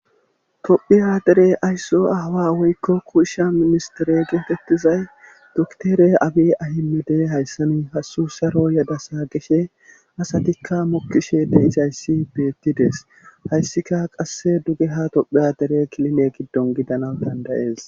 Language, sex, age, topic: Gamo, male, 36-49, government